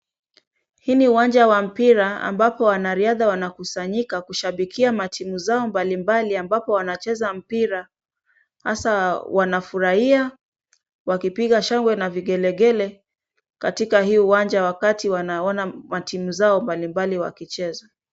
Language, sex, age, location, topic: Swahili, female, 25-35, Kisumu, government